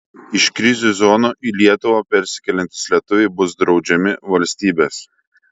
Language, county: Lithuanian, Šiauliai